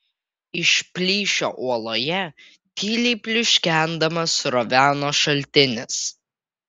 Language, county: Lithuanian, Vilnius